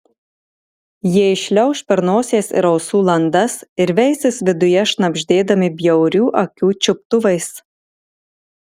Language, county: Lithuanian, Marijampolė